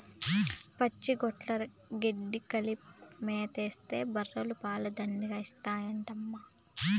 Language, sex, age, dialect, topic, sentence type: Telugu, female, 25-30, Southern, agriculture, statement